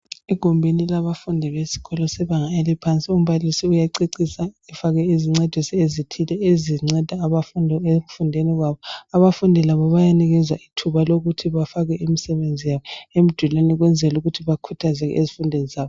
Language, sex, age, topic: North Ndebele, female, 36-49, education